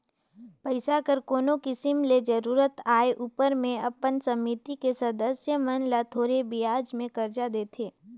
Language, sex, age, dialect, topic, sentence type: Chhattisgarhi, female, 18-24, Northern/Bhandar, banking, statement